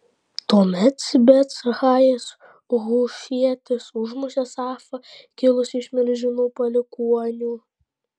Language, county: Lithuanian, Klaipėda